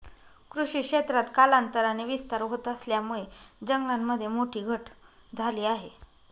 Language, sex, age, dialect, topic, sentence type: Marathi, female, 31-35, Northern Konkan, agriculture, statement